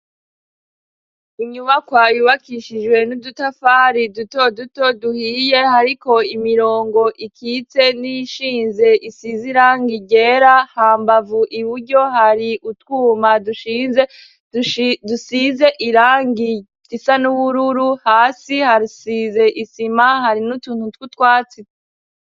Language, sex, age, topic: Rundi, female, 18-24, education